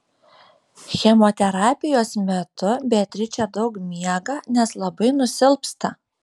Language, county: Lithuanian, Šiauliai